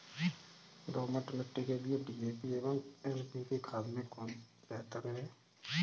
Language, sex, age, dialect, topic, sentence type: Hindi, male, 36-40, Kanauji Braj Bhasha, agriculture, question